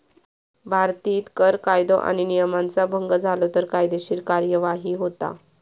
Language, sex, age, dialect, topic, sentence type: Marathi, female, 31-35, Southern Konkan, banking, statement